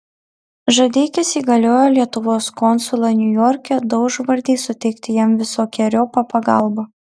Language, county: Lithuanian, Marijampolė